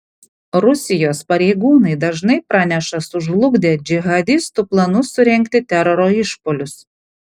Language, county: Lithuanian, Panevėžys